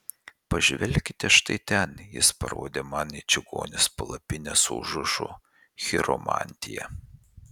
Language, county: Lithuanian, Šiauliai